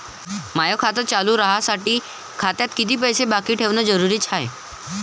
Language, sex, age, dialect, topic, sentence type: Marathi, male, 18-24, Varhadi, banking, question